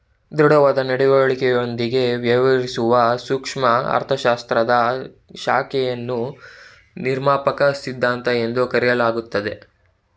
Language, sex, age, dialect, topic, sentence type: Kannada, male, 31-35, Mysore Kannada, banking, statement